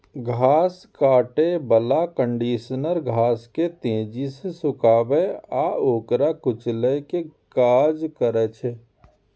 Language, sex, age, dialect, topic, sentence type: Maithili, male, 31-35, Eastern / Thethi, agriculture, statement